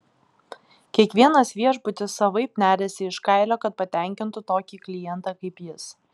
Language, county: Lithuanian, Klaipėda